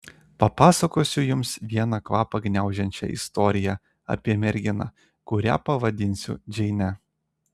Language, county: Lithuanian, Telšiai